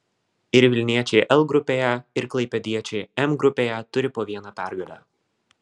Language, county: Lithuanian, Vilnius